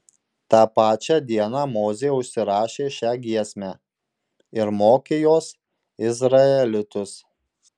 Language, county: Lithuanian, Marijampolė